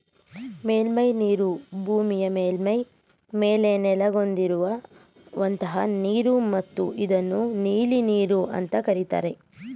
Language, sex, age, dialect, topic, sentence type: Kannada, female, 25-30, Mysore Kannada, agriculture, statement